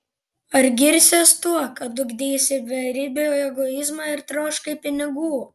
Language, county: Lithuanian, Panevėžys